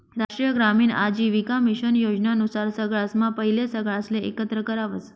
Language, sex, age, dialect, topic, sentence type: Marathi, female, 25-30, Northern Konkan, banking, statement